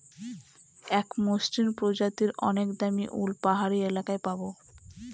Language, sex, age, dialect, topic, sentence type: Bengali, female, 25-30, Northern/Varendri, agriculture, statement